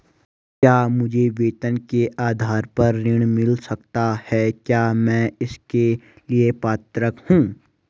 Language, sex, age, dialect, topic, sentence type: Hindi, male, 18-24, Garhwali, banking, question